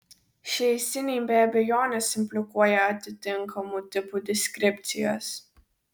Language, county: Lithuanian, Vilnius